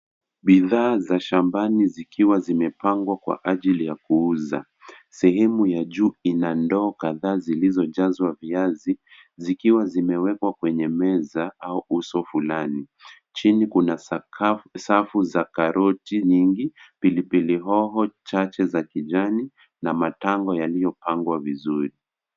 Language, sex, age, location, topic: Swahili, male, 18-24, Nairobi, finance